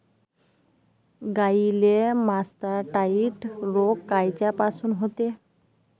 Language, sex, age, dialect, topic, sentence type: Marathi, female, 31-35, Varhadi, agriculture, question